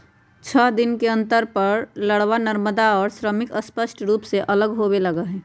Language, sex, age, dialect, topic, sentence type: Magahi, female, 46-50, Western, agriculture, statement